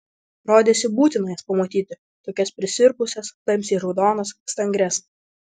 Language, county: Lithuanian, Vilnius